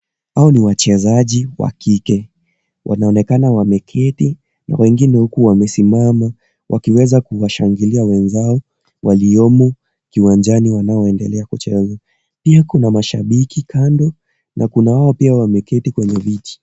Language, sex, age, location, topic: Swahili, male, 18-24, Kisii, government